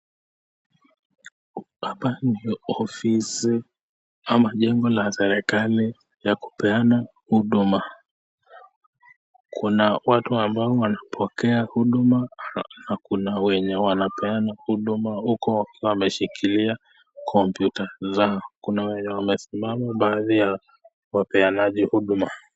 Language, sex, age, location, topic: Swahili, male, 18-24, Nakuru, government